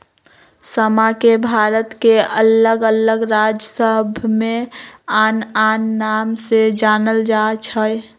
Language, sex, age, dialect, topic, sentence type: Magahi, female, 25-30, Western, agriculture, statement